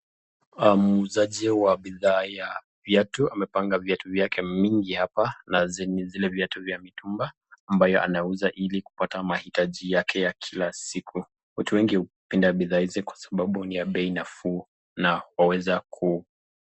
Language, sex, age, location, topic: Swahili, male, 25-35, Nakuru, finance